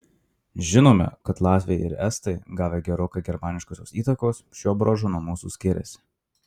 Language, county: Lithuanian, Marijampolė